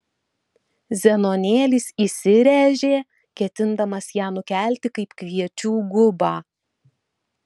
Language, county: Lithuanian, Vilnius